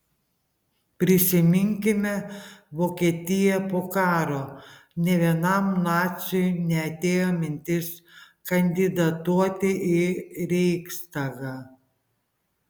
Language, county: Lithuanian, Panevėžys